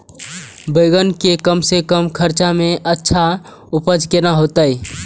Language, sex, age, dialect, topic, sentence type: Maithili, male, 18-24, Eastern / Thethi, agriculture, question